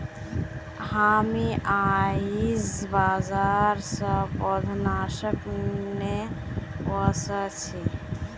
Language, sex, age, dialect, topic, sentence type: Magahi, female, 18-24, Northeastern/Surjapuri, agriculture, statement